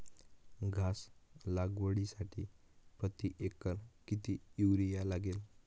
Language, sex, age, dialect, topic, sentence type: Marathi, male, 18-24, Northern Konkan, agriculture, question